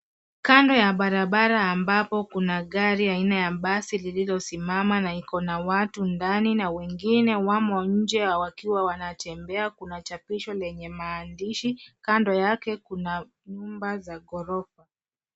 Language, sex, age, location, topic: Swahili, female, 25-35, Nairobi, government